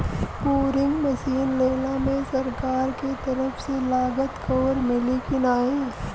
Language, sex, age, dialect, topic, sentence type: Bhojpuri, female, 18-24, Western, agriculture, question